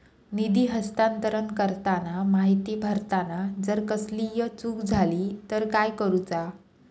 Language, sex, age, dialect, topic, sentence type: Marathi, female, 18-24, Southern Konkan, banking, question